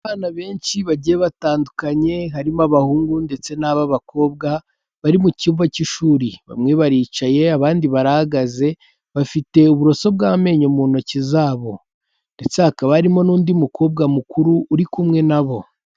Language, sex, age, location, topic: Kinyarwanda, male, 18-24, Kigali, health